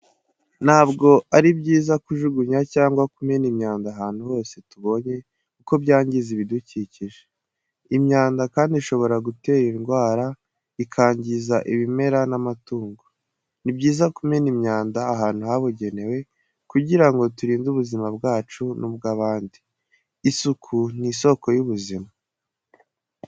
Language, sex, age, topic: Kinyarwanda, male, 18-24, education